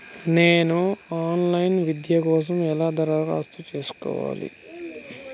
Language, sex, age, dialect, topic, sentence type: Telugu, male, 31-35, Telangana, banking, question